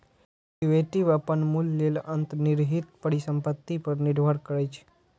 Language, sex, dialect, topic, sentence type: Maithili, male, Eastern / Thethi, banking, statement